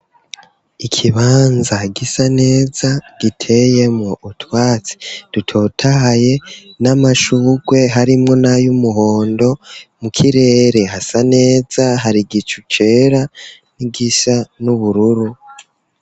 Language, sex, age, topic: Rundi, female, 25-35, education